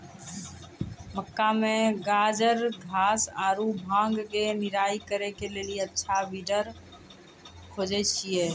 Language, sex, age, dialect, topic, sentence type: Maithili, female, 31-35, Angika, agriculture, question